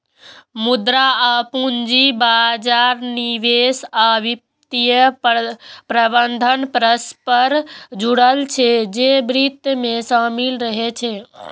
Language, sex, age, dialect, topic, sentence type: Maithili, female, 18-24, Eastern / Thethi, banking, statement